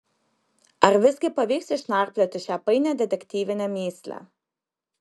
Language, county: Lithuanian, Kaunas